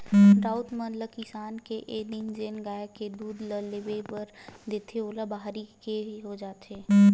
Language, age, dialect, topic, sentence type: Chhattisgarhi, 18-24, Western/Budati/Khatahi, agriculture, statement